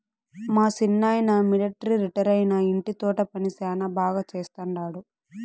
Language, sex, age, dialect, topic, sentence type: Telugu, female, 18-24, Southern, agriculture, statement